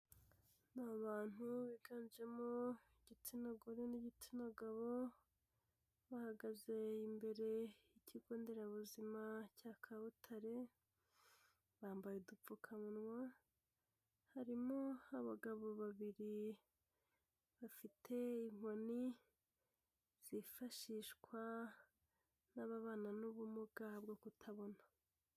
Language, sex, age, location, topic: Kinyarwanda, female, 18-24, Kigali, health